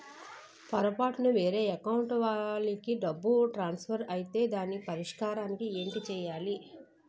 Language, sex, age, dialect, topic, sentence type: Telugu, female, 36-40, Utterandhra, banking, question